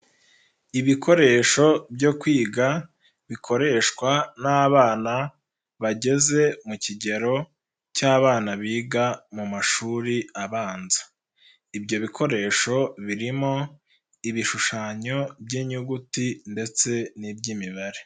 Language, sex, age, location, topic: Kinyarwanda, male, 25-35, Nyagatare, education